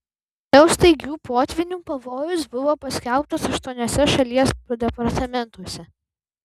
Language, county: Lithuanian, Vilnius